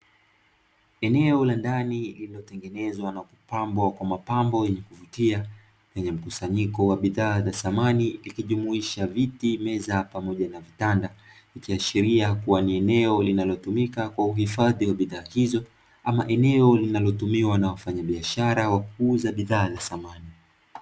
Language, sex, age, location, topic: Swahili, male, 25-35, Dar es Salaam, finance